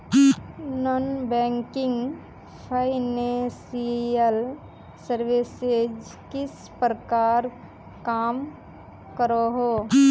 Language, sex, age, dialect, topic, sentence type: Magahi, female, 18-24, Northeastern/Surjapuri, banking, question